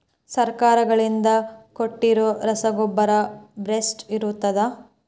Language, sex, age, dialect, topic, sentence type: Kannada, female, 18-24, Central, agriculture, question